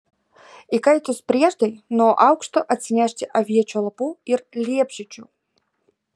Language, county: Lithuanian, Marijampolė